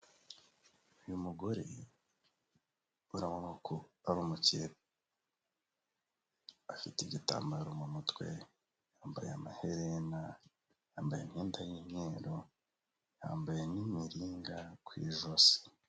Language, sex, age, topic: Kinyarwanda, male, 18-24, government